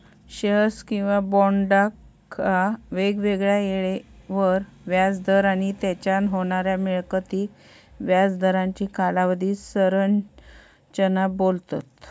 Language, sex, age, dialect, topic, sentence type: Marathi, female, 25-30, Southern Konkan, banking, statement